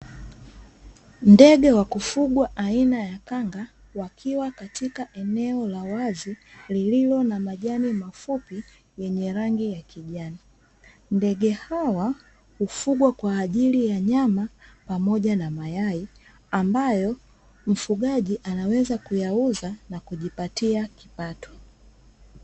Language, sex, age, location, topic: Swahili, female, 25-35, Dar es Salaam, agriculture